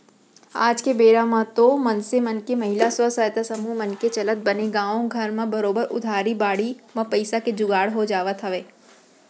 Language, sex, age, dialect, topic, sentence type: Chhattisgarhi, female, 46-50, Central, banking, statement